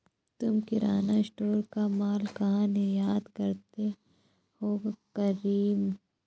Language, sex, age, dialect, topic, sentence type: Hindi, female, 25-30, Awadhi Bundeli, banking, statement